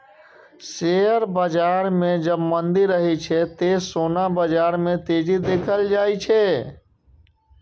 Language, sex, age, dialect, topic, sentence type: Maithili, male, 36-40, Eastern / Thethi, banking, statement